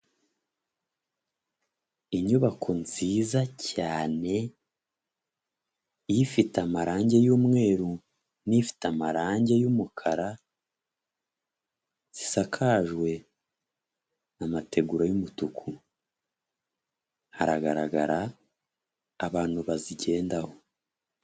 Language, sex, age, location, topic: Kinyarwanda, male, 25-35, Huye, health